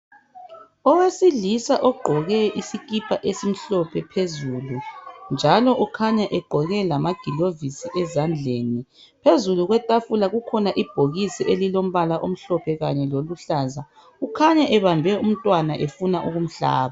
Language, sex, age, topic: North Ndebele, female, 25-35, health